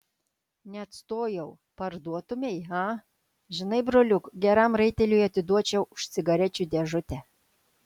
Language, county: Lithuanian, Šiauliai